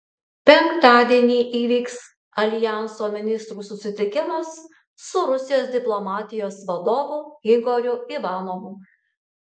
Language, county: Lithuanian, Alytus